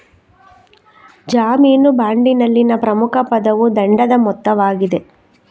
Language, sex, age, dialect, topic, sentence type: Kannada, female, 36-40, Coastal/Dakshin, banking, statement